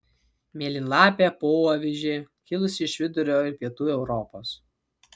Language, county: Lithuanian, Vilnius